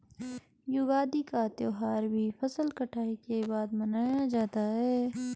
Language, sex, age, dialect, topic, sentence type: Hindi, male, 31-35, Garhwali, agriculture, statement